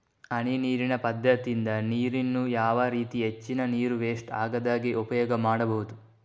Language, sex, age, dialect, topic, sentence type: Kannada, male, 18-24, Coastal/Dakshin, agriculture, question